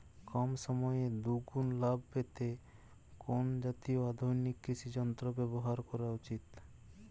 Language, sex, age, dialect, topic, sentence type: Bengali, male, 25-30, Jharkhandi, agriculture, question